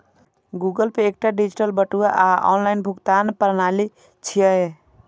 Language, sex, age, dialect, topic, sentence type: Maithili, male, 25-30, Eastern / Thethi, banking, statement